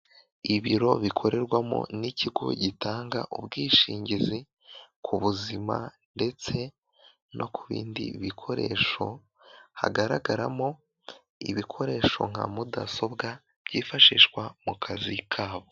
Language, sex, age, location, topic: Kinyarwanda, male, 18-24, Kigali, finance